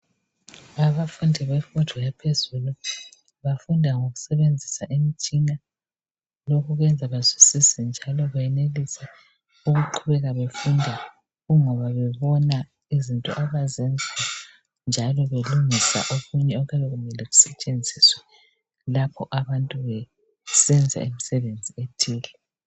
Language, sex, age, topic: North Ndebele, female, 25-35, education